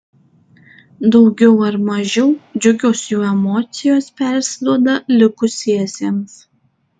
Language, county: Lithuanian, Tauragė